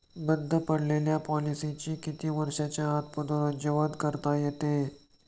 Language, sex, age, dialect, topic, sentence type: Marathi, male, 25-30, Standard Marathi, banking, question